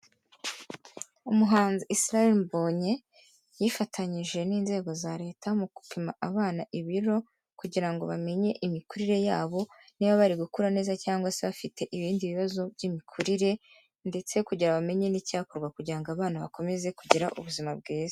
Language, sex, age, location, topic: Kinyarwanda, female, 18-24, Kigali, health